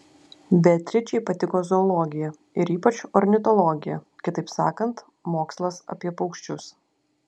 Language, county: Lithuanian, Klaipėda